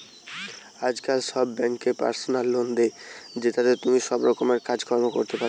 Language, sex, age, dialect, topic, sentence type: Bengali, male, 18-24, Western, banking, statement